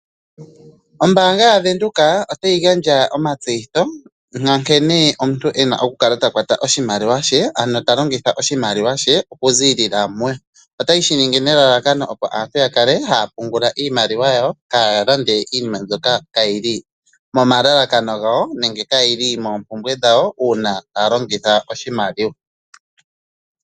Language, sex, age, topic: Oshiwambo, male, 25-35, finance